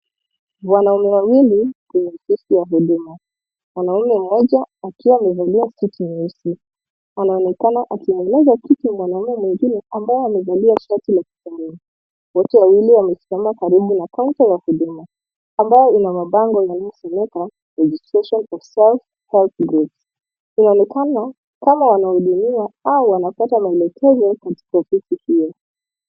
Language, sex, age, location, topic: Swahili, female, 25-35, Mombasa, government